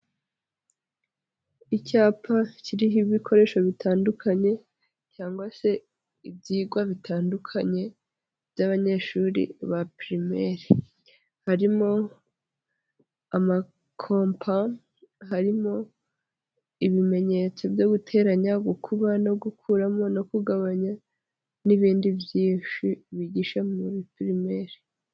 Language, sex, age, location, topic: Kinyarwanda, female, 25-35, Nyagatare, education